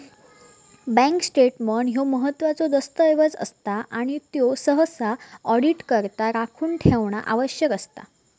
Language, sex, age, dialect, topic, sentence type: Marathi, female, 18-24, Southern Konkan, banking, statement